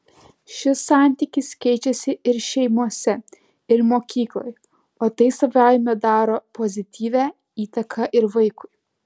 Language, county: Lithuanian, Alytus